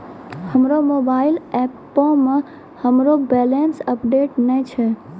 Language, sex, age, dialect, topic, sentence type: Maithili, female, 18-24, Angika, banking, statement